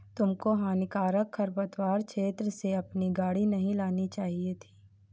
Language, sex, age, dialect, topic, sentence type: Hindi, female, 18-24, Awadhi Bundeli, agriculture, statement